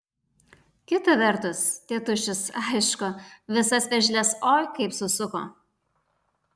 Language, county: Lithuanian, Alytus